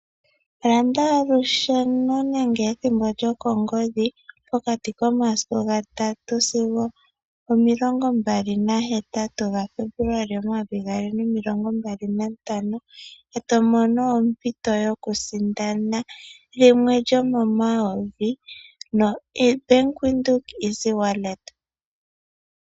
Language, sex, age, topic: Oshiwambo, female, 18-24, finance